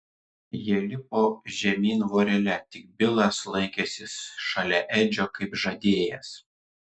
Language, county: Lithuanian, Kaunas